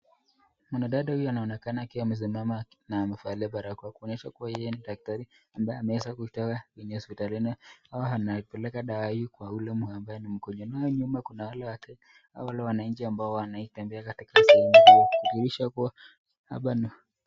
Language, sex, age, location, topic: Swahili, male, 18-24, Nakuru, health